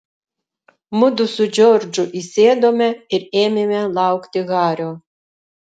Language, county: Lithuanian, Alytus